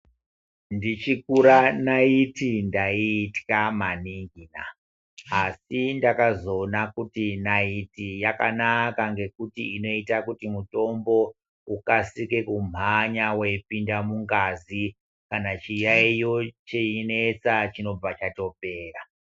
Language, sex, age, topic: Ndau, female, 50+, health